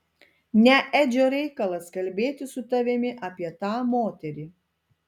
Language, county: Lithuanian, Telšiai